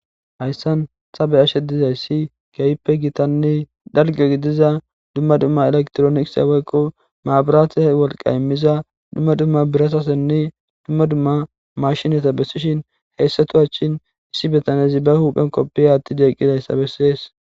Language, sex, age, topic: Gamo, male, 18-24, government